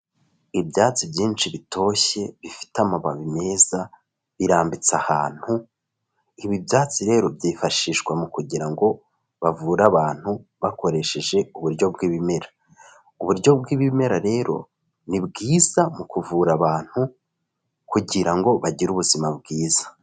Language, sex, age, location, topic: Kinyarwanda, male, 25-35, Kigali, health